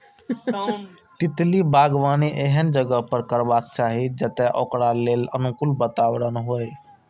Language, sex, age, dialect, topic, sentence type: Maithili, male, 25-30, Eastern / Thethi, agriculture, statement